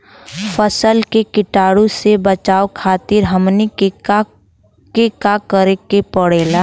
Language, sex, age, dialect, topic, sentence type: Bhojpuri, female, 18-24, Western, agriculture, question